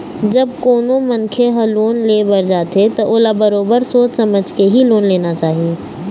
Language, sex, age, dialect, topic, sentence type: Chhattisgarhi, female, 18-24, Eastern, banking, statement